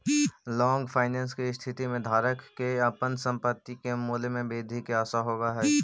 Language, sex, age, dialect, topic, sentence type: Magahi, male, 25-30, Central/Standard, banking, statement